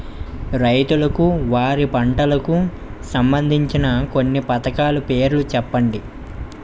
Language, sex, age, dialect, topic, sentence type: Telugu, male, 25-30, Utterandhra, agriculture, question